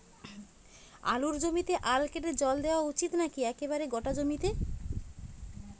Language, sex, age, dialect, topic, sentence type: Bengali, female, 36-40, Rajbangshi, agriculture, question